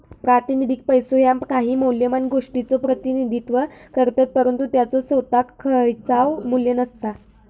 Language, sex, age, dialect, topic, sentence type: Marathi, female, 25-30, Southern Konkan, banking, statement